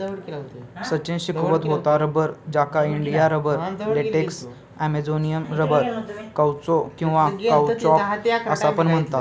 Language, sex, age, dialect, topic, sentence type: Marathi, male, 18-24, Southern Konkan, agriculture, statement